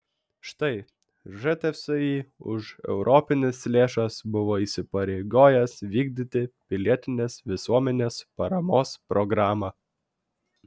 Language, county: Lithuanian, Vilnius